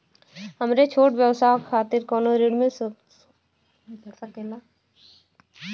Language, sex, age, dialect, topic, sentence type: Bhojpuri, female, 25-30, Western, banking, question